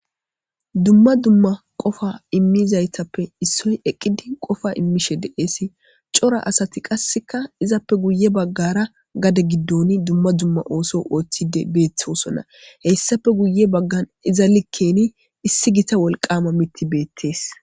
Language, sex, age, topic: Gamo, female, 18-24, agriculture